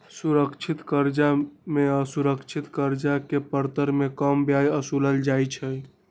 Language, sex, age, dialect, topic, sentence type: Magahi, male, 18-24, Western, banking, statement